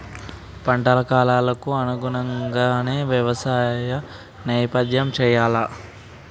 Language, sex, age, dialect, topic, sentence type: Telugu, male, 18-24, Telangana, agriculture, question